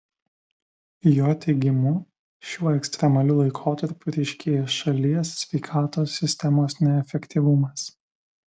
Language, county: Lithuanian, Vilnius